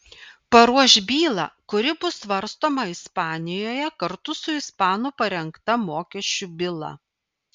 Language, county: Lithuanian, Vilnius